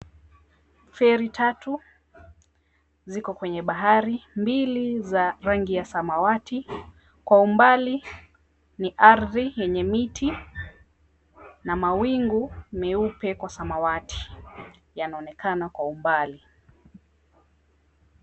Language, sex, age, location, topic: Swahili, female, 25-35, Mombasa, government